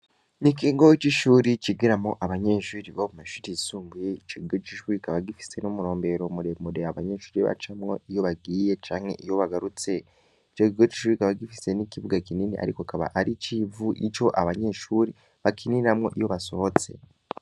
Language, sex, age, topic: Rundi, male, 18-24, education